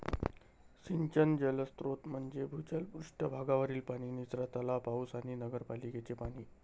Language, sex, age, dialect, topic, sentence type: Marathi, male, 31-35, Varhadi, agriculture, statement